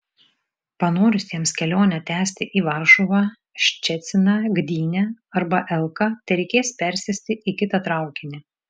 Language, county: Lithuanian, Šiauliai